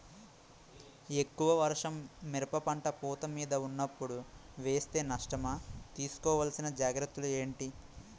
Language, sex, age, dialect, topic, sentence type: Telugu, male, 18-24, Utterandhra, agriculture, question